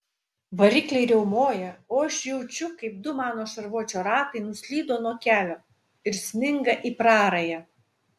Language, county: Lithuanian, Utena